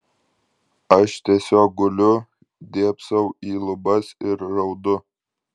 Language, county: Lithuanian, Klaipėda